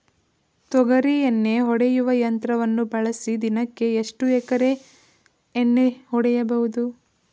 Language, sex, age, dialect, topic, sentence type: Kannada, female, 18-24, Mysore Kannada, agriculture, question